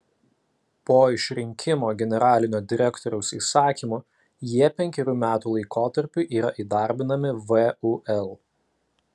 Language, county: Lithuanian, Alytus